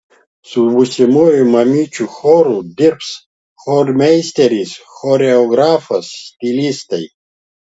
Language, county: Lithuanian, Klaipėda